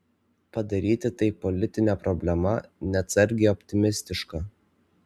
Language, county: Lithuanian, Kaunas